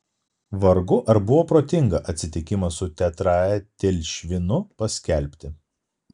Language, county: Lithuanian, Kaunas